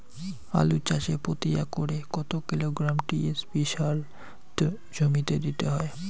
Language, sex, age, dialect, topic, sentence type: Bengali, male, 51-55, Rajbangshi, agriculture, question